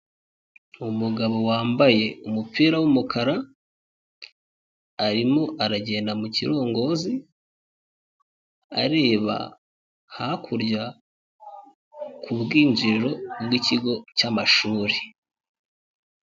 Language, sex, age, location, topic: Kinyarwanda, male, 25-35, Kigali, education